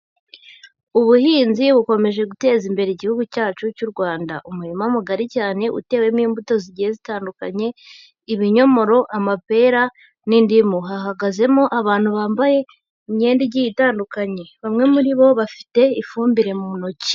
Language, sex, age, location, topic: Kinyarwanda, female, 18-24, Huye, agriculture